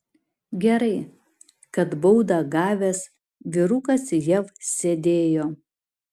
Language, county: Lithuanian, Šiauliai